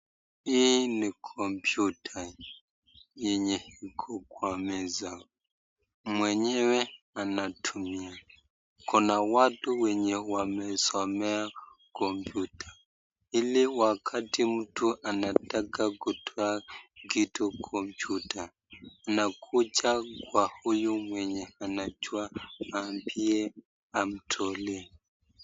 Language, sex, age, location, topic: Swahili, male, 25-35, Nakuru, government